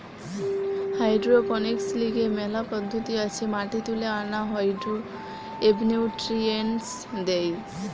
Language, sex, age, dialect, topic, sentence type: Bengali, female, 18-24, Western, agriculture, statement